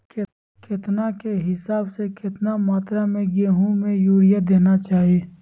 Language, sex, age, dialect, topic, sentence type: Magahi, female, 18-24, Southern, agriculture, question